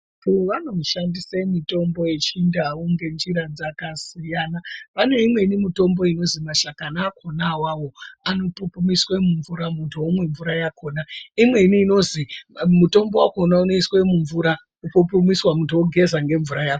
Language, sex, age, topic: Ndau, male, 36-49, health